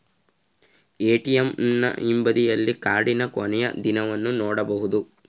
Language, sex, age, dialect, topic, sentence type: Kannada, male, 36-40, Mysore Kannada, banking, statement